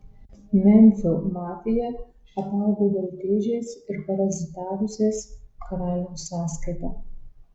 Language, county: Lithuanian, Marijampolė